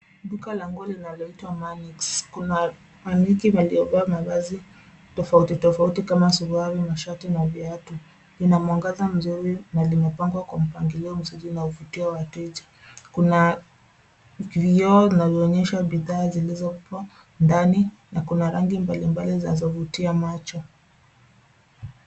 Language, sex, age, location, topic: Swahili, female, 25-35, Nairobi, finance